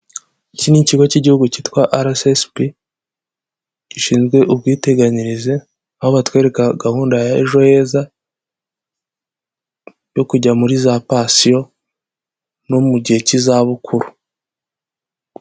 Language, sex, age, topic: Kinyarwanda, male, 18-24, finance